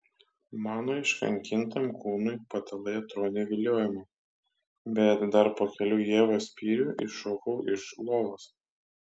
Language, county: Lithuanian, Kaunas